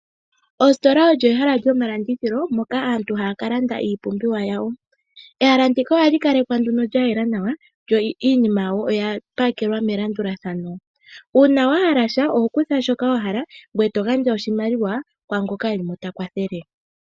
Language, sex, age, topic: Oshiwambo, female, 18-24, finance